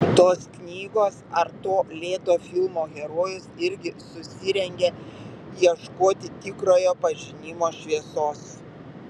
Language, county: Lithuanian, Vilnius